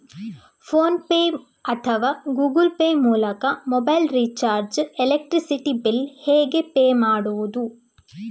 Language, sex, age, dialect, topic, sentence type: Kannada, female, 18-24, Coastal/Dakshin, banking, question